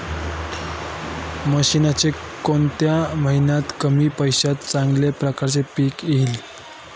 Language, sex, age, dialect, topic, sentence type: Marathi, male, 18-24, Standard Marathi, agriculture, question